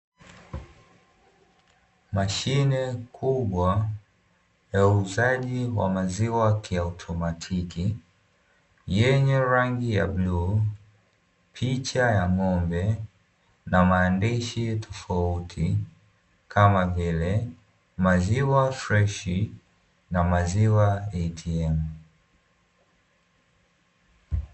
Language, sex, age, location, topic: Swahili, male, 18-24, Dar es Salaam, finance